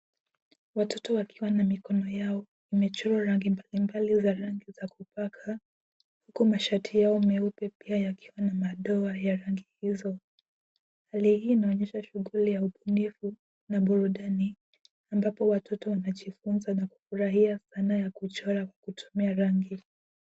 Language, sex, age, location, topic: Swahili, female, 18-24, Nairobi, education